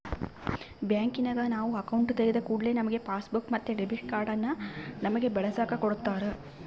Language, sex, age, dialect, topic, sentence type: Kannada, female, 25-30, Central, banking, statement